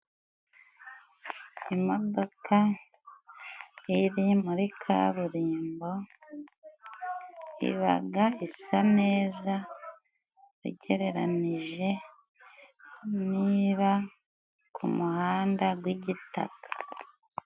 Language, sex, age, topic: Kinyarwanda, female, 25-35, government